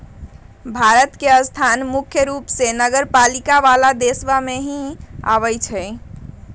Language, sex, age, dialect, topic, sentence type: Magahi, female, 41-45, Western, banking, statement